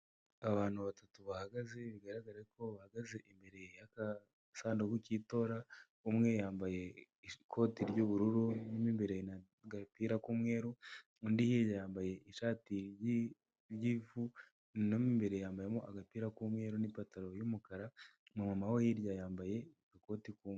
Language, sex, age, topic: Kinyarwanda, male, 18-24, government